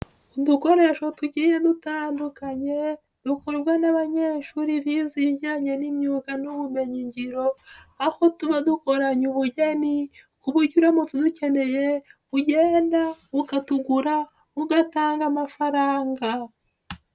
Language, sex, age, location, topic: Kinyarwanda, female, 25-35, Nyagatare, education